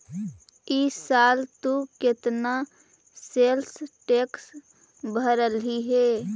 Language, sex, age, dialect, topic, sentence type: Magahi, female, 18-24, Central/Standard, banking, statement